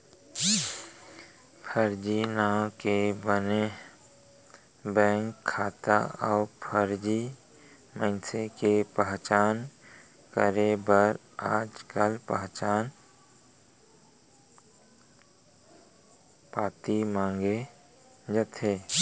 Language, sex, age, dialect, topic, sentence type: Chhattisgarhi, male, 41-45, Central, banking, statement